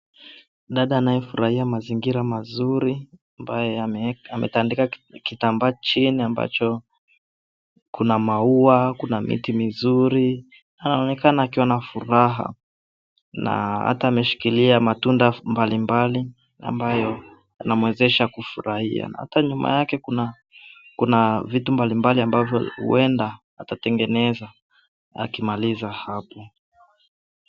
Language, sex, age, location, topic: Swahili, male, 18-24, Nairobi, government